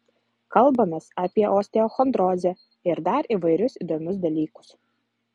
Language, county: Lithuanian, Utena